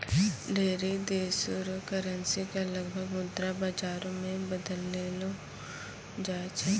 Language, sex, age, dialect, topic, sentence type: Maithili, female, 18-24, Angika, banking, statement